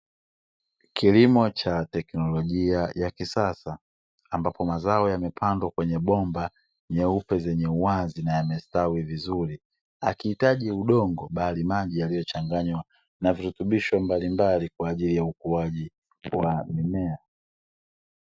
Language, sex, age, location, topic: Swahili, male, 25-35, Dar es Salaam, agriculture